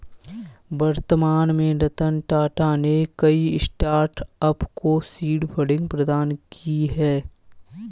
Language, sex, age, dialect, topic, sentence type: Hindi, male, 18-24, Kanauji Braj Bhasha, banking, statement